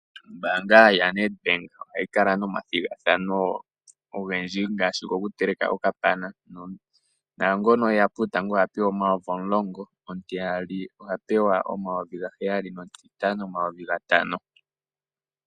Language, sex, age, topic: Oshiwambo, male, 25-35, finance